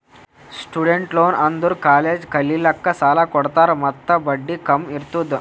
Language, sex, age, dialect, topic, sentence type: Kannada, male, 18-24, Northeastern, banking, statement